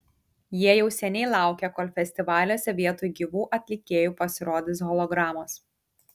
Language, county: Lithuanian, Kaunas